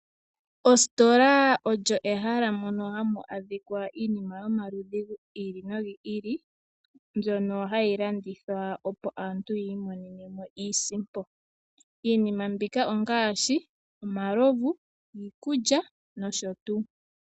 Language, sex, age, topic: Oshiwambo, female, 18-24, finance